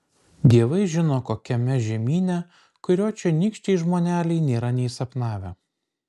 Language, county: Lithuanian, Kaunas